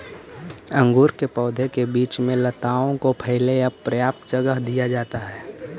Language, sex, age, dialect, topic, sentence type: Magahi, male, 18-24, Central/Standard, agriculture, statement